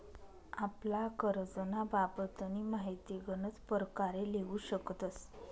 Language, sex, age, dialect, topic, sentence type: Marathi, female, 31-35, Northern Konkan, banking, statement